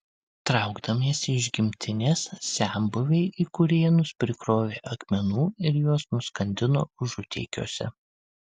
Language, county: Lithuanian, Kaunas